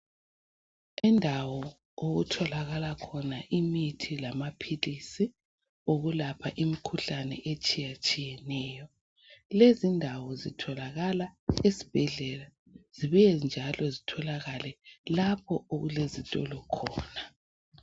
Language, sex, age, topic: North Ndebele, female, 36-49, health